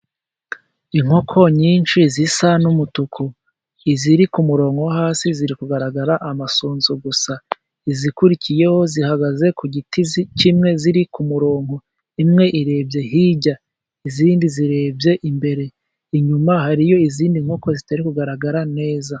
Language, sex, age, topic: Kinyarwanda, male, 25-35, agriculture